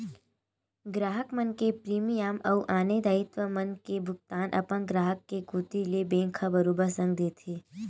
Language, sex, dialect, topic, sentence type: Chhattisgarhi, female, Western/Budati/Khatahi, banking, statement